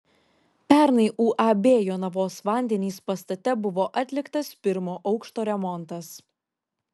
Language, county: Lithuanian, Šiauliai